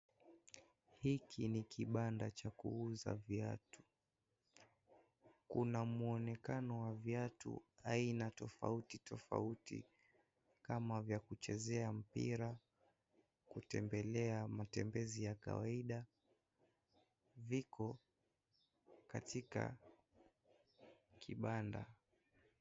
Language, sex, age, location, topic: Swahili, male, 18-24, Kisii, finance